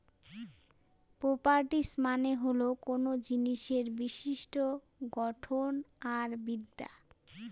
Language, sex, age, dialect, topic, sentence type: Bengali, female, 31-35, Northern/Varendri, agriculture, statement